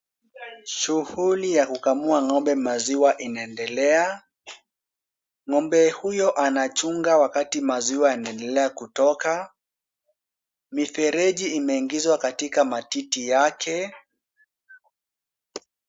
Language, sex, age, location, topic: Swahili, male, 18-24, Kisumu, agriculture